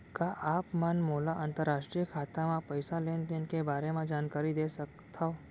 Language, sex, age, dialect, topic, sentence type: Chhattisgarhi, male, 18-24, Central, banking, question